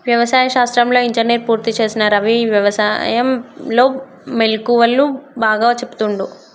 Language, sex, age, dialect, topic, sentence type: Telugu, male, 25-30, Telangana, agriculture, statement